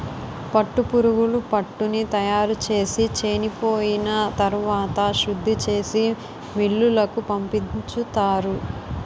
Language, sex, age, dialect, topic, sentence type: Telugu, female, 18-24, Utterandhra, agriculture, statement